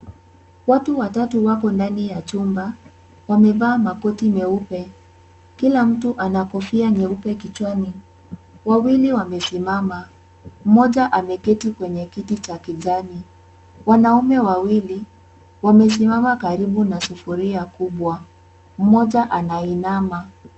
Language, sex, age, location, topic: Swahili, male, 18-24, Kisumu, agriculture